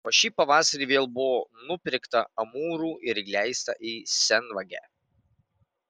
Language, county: Lithuanian, Marijampolė